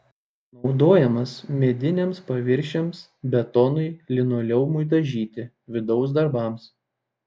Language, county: Lithuanian, Šiauliai